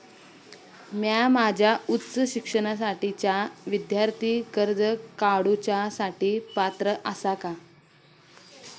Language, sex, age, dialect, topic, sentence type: Marathi, female, 18-24, Southern Konkan, banking, statement